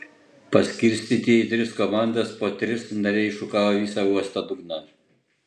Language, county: Lithuanian, Utena